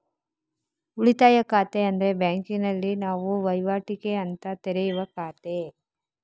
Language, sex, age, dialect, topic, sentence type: Kannada, female, 36-40, Coastal/Dakshin, banking, statement